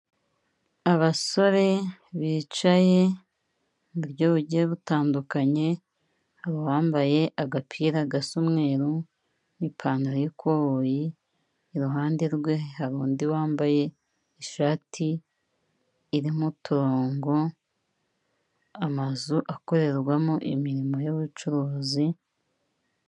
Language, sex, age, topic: Kinyarwanda, female, 36-49, government